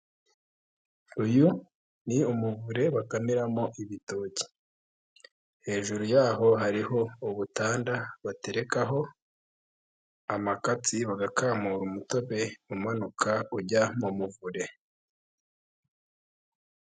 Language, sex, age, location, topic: Kinyarwanda, male, 18-24, Nyagatare, government